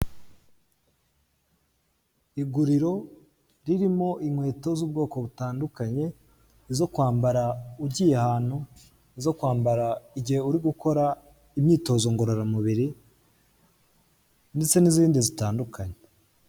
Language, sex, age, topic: Kinyarwanda, male, 18-24, finance